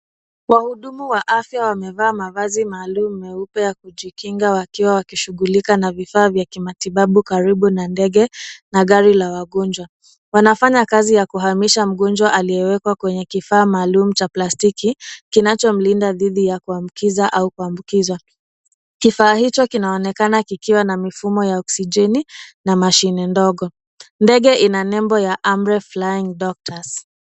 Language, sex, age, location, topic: Swahili, female, 25-35, Nairobi, health